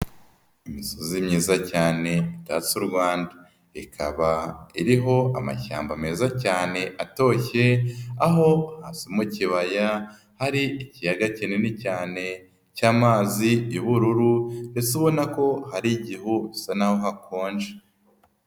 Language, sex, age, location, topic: Kinyarwanda, male, 25-35, Nyagatare, agriculture